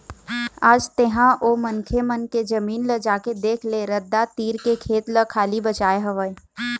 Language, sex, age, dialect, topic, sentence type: Chhattisgarhi, female, 18-24, Eastern, banking, statement